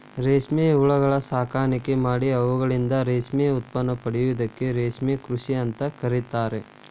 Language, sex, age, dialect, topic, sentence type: Kannada, male, 18-24, Dharwad Kannada, agriculture, statement